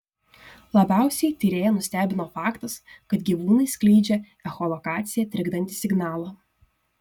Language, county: Lithuanian, Šiauliai